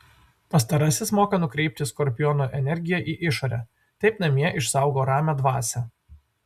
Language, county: Lithuanian, Vilnius